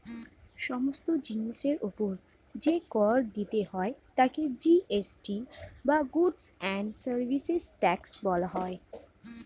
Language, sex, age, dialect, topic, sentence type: Bengali, female, 25-30, Standard Colloquial, banking, statement